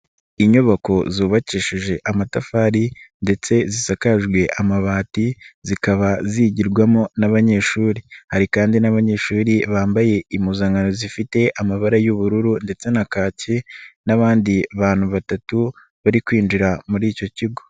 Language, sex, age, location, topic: Kinyarwanda, male, 25-35, Nyagatare, education